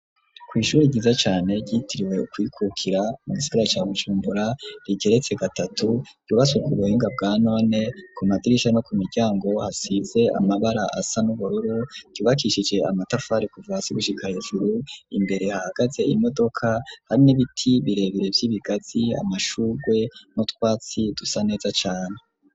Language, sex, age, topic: Rundi, male, 25-35, education